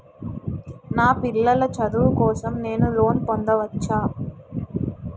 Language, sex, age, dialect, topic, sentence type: Telugu, female, 18-24, Utterandhra, banking, question